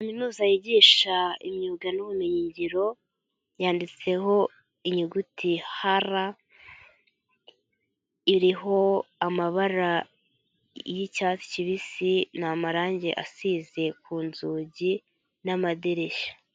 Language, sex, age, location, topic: Kinyarwanda, female, 18-24, Nyagatare, education